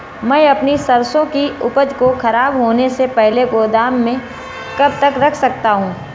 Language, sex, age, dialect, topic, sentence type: Hindi, female, 36-40, Marwari Dhudhari, agriculture, question